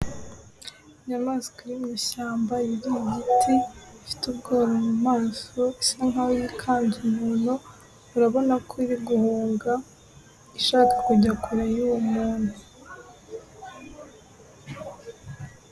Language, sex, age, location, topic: Kinyarwanda, female, 18-24, Musanze, agriculture